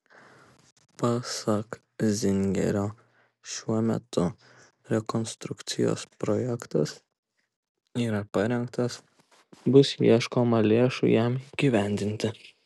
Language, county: Lithuanian, Kaunas